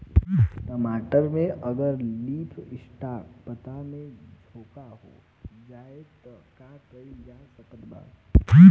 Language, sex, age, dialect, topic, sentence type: Bhojpuri, male, 18-24, Southern / Standard, agriculture, question